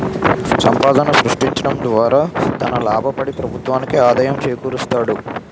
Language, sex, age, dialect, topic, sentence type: Telugu, male, 18-24, Utterandhra, banking, statement